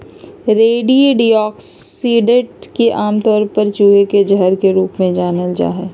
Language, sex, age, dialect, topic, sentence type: Magahi, female, 51-55, Western, agriculture, statement